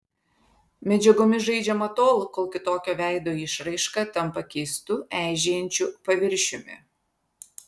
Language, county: Lithuanian, Vilnius